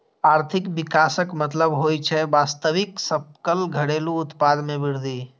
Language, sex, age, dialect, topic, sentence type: Maithili, female, 36-40, Eastern / Thethi, banking, statement